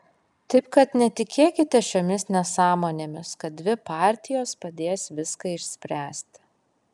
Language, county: Lithuanian, Kaunas